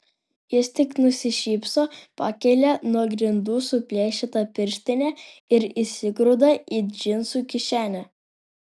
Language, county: Lithuanian, Alytus